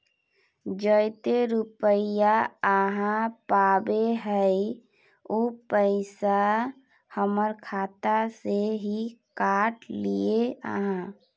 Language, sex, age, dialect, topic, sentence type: Magahi, female, 18-24, Northeastern/Surjapuri, banking, question